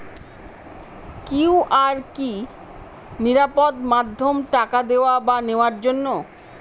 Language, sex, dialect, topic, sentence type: Bengali, female, Northern/Varendri, banking, question